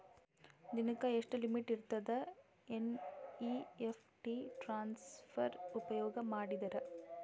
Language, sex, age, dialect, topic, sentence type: Kannada, female, 18-24, Northeastern, banking, question